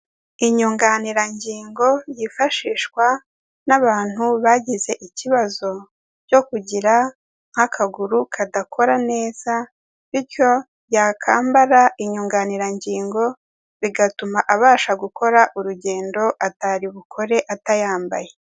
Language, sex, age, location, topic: Kinyarwanda, female, 18-24, Kigali, health